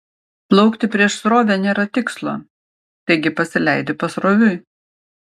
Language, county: Lithuanian, Panevėžys